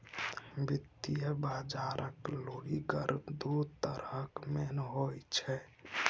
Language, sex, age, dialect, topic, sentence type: Maithili, male, 18-24, Bajjika, banking, statement